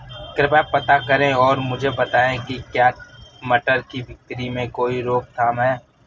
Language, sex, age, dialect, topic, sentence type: Hindi, female, 18-24, Awadhi Bundeli, agriculture, question